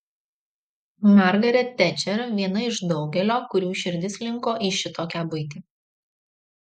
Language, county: Lithuanian, Marijampolė